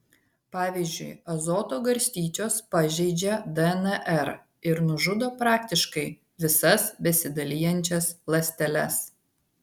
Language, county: Lithuanian, Vilnius